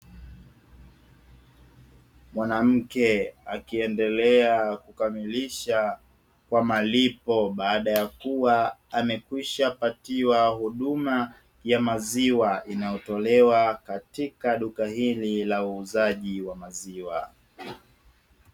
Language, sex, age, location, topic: Swahili, male, 18-24, Dar es Salaam, finance